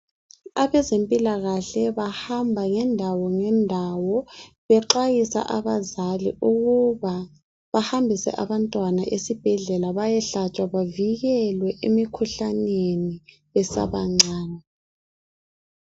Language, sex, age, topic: North Ndebele, female, 18-24, health